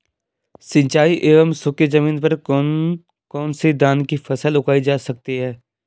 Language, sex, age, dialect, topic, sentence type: Hindi, male, 18-24, Garhwali, agriculture, question